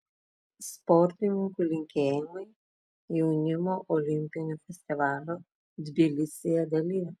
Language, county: Lithuanian, Klaipėda